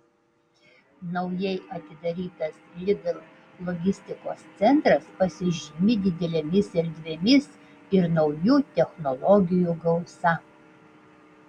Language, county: Lithuanian, Vilnius